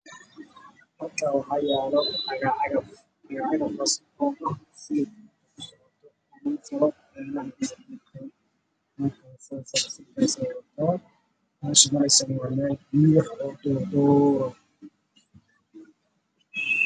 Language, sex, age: Somali, male, 25-35